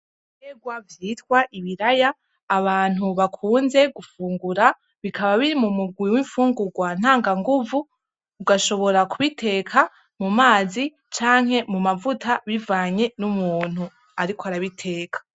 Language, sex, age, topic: Rundi, female, 18-24, agriculture